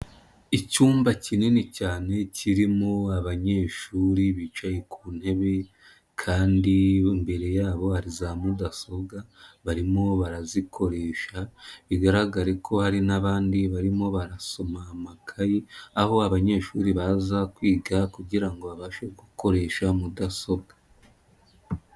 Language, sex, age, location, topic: Kinyarwanda, female, 25-35, Nyagatare, education